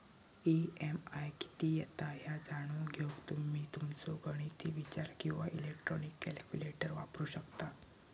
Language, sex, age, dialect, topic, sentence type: Marathi, male, 60-100, Southern Konkan, banking, statement